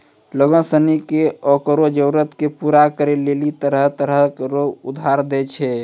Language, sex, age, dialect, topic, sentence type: Maithili, male, 18-24, Angika, banking, statement